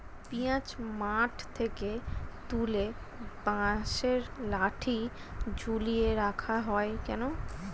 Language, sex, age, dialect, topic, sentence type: Bengali, female, 36-40, Standard Colloquial, agriculture, question